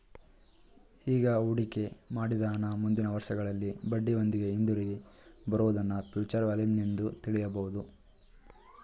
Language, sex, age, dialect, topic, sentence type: Kannada, male, 18-24, Mysore Kannada, banking, statement